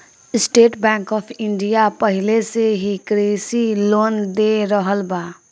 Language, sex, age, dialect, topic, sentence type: Bhojpuri, female, 18-24, Southern / Standard, banking, statement